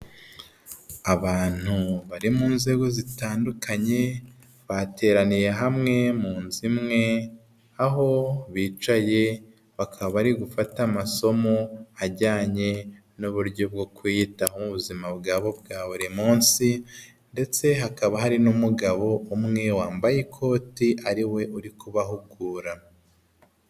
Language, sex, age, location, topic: Kinyarwanda, male, 18-24, Huye, health